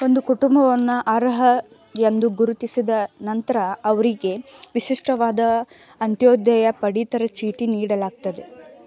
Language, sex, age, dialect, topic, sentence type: Kannada, female, 18-24, Mysore Kannada, agriculture, statement